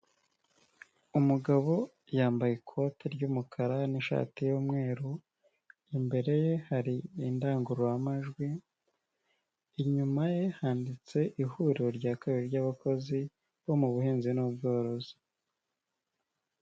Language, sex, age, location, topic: Kinyarwanda, male, 18-24, Nyagatare, finance